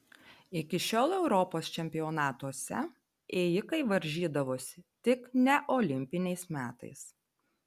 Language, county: Lithuanian, Telšiai